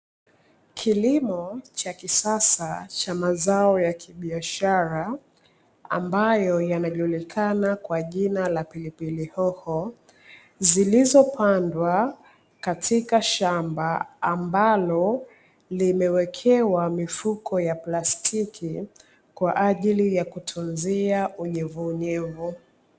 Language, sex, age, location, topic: Swahili, female, 25-35, Dar es Salaam, agriculture